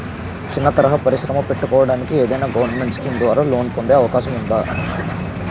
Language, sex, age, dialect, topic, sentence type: Telugu, male, 18-24, Utterandhra, banking, question